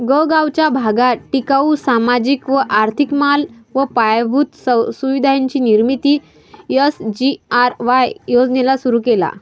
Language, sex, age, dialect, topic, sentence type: Marathi, female, 25-30, Varhadi, banking, statement